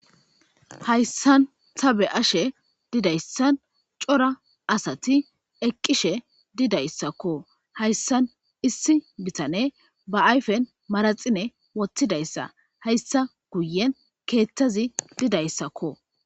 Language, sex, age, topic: Gamo, male, 25-35, government